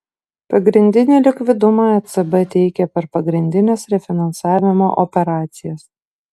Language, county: Lithuanian, Utena